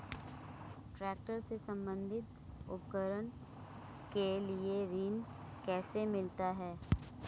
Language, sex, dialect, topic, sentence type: Hindi, female, Marwari Dhudhari, banking, question